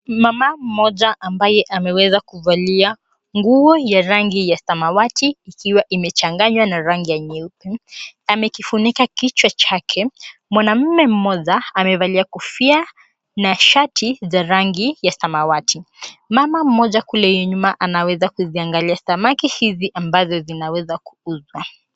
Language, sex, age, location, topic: Swahili, female, 18-24, Mombasa, agriculture